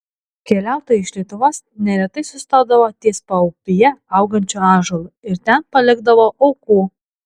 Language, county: Lithuanian, Alytus